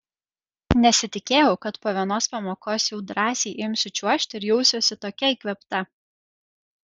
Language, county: Lithuanian, Kaunas